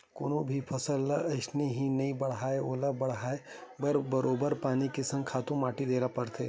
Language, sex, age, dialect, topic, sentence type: Chhattisgarhi, male, 18-24, Western/Budati/Khatahi, agriculture, statement